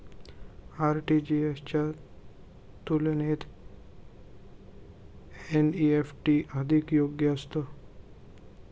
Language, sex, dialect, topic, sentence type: Marathi, male, Standard Marathi, banking, statement